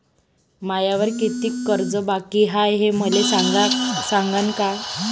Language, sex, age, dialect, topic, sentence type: Marathi, female, 41-45, Varhadi, banking, question